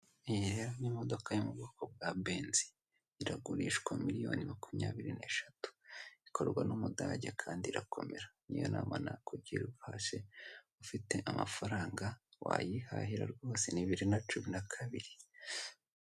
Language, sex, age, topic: Kinyarwanda, male, 18-24, finance